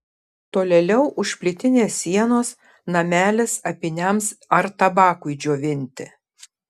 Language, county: Lithuanian, Šiauliai